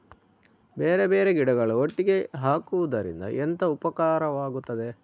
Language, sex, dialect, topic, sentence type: Kannada, male, Coastal/Dakshin, agriculture, question